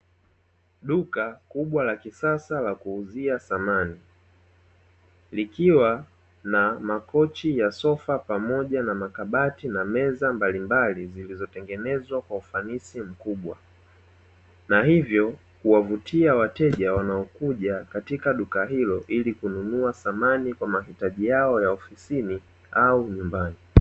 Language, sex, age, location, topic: Swahili, male, 25-35, Dar es Salaam, finance